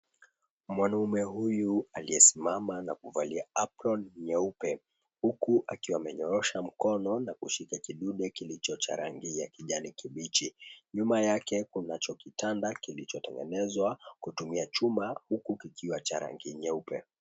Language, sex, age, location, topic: Swahili, male, 25-35, Mombasa, health